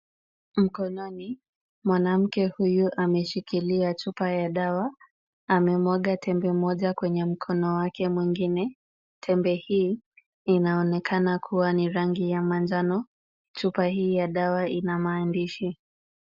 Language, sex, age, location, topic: Swahili, female, 25-35, Kisumu, health